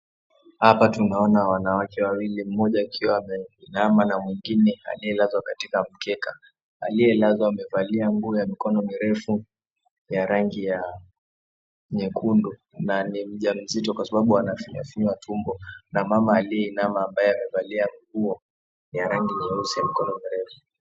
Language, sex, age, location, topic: Swahili, male, 25-35, Mombasa, health